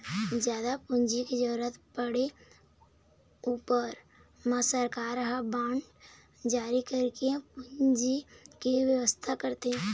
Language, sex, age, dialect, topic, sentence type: Chhattisgarhi, female, 18-24, Eastern, banking, statement